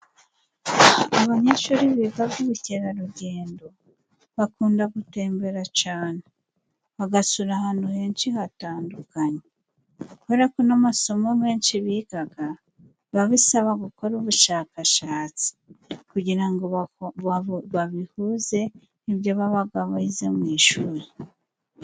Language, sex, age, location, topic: Kinyarwanda, female, 25-35, Musanze, education